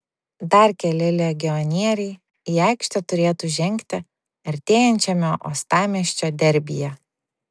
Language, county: Lithuanian, Vilnius